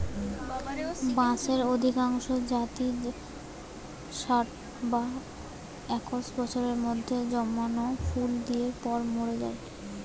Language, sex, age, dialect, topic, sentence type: Bengali, female, 18-24, Western, agriculture, statement